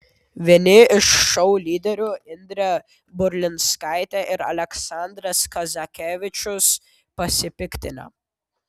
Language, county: Lithuanian, Vilnius